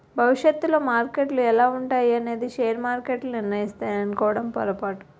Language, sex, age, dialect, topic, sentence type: Telugu, female, 60-100, Utterandhra, banking, statement